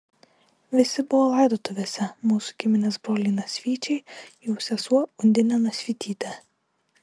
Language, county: Lithuanian, Utena